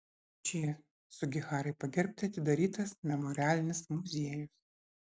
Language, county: Lithuanian, Šiauliai